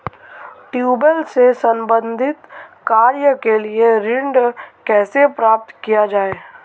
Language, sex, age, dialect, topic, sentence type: Hindi, male, 18-24, Marwari Dhudhari, banking, question